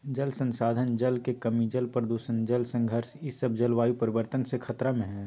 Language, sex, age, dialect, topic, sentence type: Magahi, male, 18-24, Southern, agriculture, statement